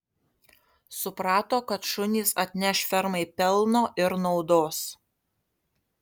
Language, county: Lithuanian, Kaunas